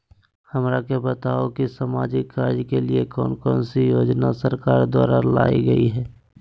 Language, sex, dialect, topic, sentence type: Magahi, male, Southern, banking, question